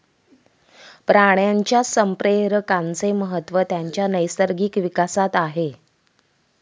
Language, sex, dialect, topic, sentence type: Marathi, female, Standard Marathi, agriculture, statement